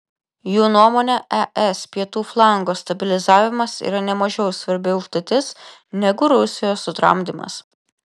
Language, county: Lithuanian, Vilnius